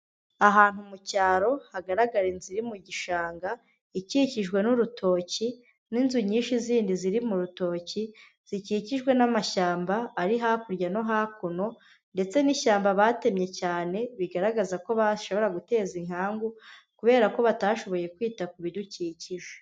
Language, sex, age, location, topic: Kinyarwanda, female, 25-35, Huye, agriculture